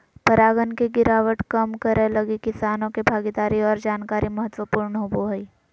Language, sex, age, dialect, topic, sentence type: Magahi, female, 18-24, Southern, agriculture, statement